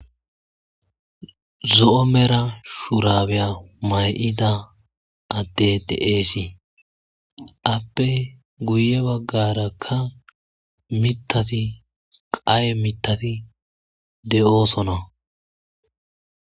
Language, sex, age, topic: Gamo, male, 25-35, agriculture